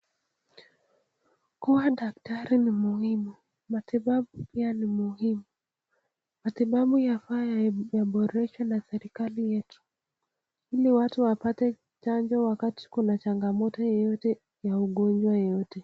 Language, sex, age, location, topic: Swahili, female, 18-24, Nakuru, health